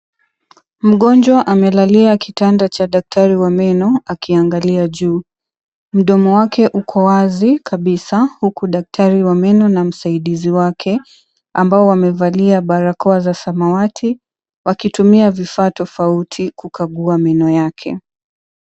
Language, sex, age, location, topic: Swahili, female, 25-35, Mombasa, health